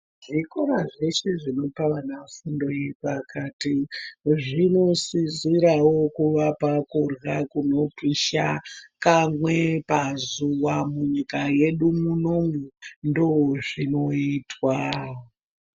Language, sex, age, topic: Ndau, female, 36-49, education